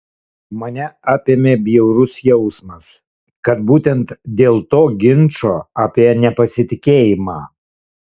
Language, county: Lithuanian, Kaunas